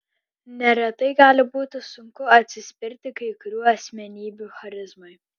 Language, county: Lithuanian, Kaunas